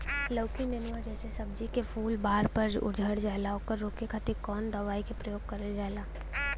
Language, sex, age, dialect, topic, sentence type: Bhojpuri, female, 18-24, Western, agriculture, question